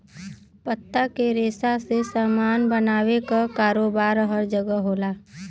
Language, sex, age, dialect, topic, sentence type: Bhojpuri, female, 18-24, Western, agriculture, statement